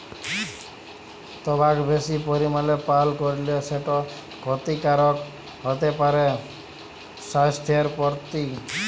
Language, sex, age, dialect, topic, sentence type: Bengali, male, 18-24, Jharkhandi, agriculture, statement